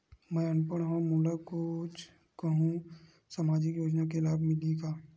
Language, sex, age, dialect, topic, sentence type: Chhattisgarhi, male, 46-50, Western/Budati/Khatahi, banking, question